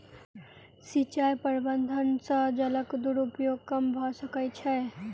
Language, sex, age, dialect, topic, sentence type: Maithili, female, 18-24, Southern/Standard, agriculture, statement